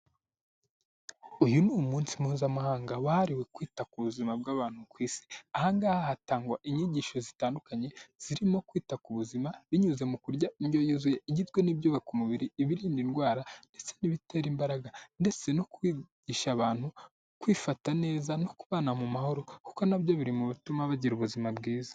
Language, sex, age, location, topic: Kinyarwanda, male, 18-24, Huye, health